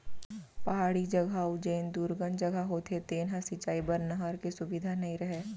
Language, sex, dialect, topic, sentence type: Chhattisgarhi, female, Central, agriculture, statement